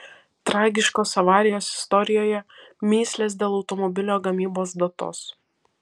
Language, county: Lithuanian, Vilnius